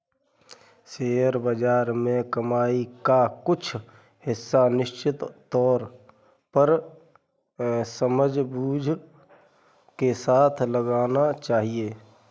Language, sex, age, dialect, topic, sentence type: Hindi, male, 31-35, Kanauji Braj Bhasha, banking, statement